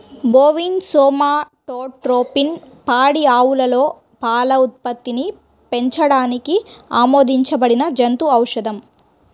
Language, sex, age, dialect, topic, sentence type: Telugu, female, 31-35, Central/Coastal, agriculture, statement